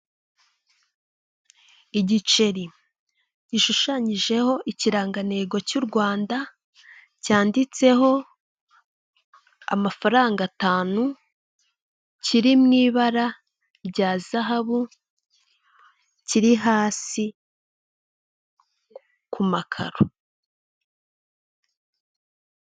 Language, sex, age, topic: Kinyarwanda, female, 25-35, finance